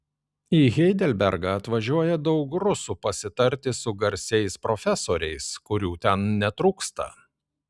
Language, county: Lithuanian, Šiauliai